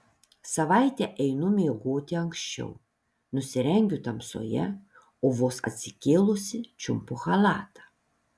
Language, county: Lithuanian, Panevėžys